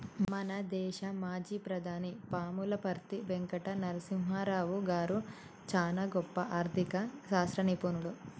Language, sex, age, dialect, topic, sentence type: Telugu, female, 25-30, Telangana, banking, statement